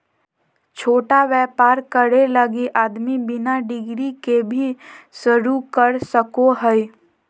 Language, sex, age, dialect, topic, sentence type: Magahi, female, 25-30, Southern, banking, statement